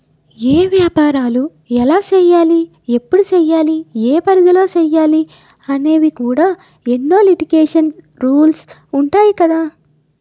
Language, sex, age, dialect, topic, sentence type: Telugu, female, 18-24, Utterandhra, banking, statement